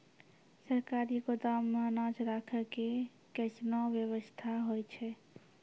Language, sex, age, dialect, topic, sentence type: Maithili, female, 46-50, Angika, agriculture, question